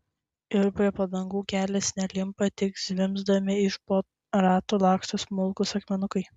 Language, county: Lithuanian, Klaipėda